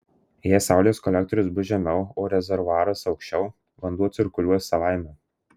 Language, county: Lithuanian, Marijampolė